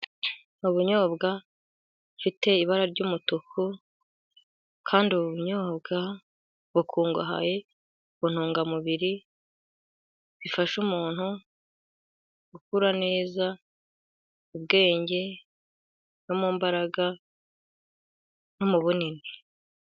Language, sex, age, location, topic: Kinyarwanda, female, 18-24, Gakenke, agriculture